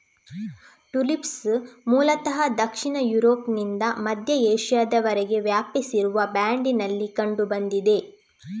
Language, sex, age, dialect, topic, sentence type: Kannada, female, 18-24, Coastal/Dakshin, agriculture, statement